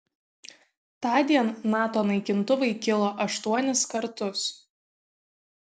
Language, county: Lithuanian, Kaunas